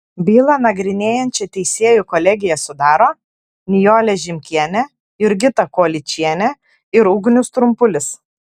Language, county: Lithuanian, Klaipėda